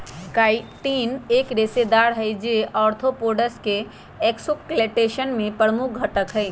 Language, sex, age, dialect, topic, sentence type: Magahi, female, 31-35, Western, agriculture, statement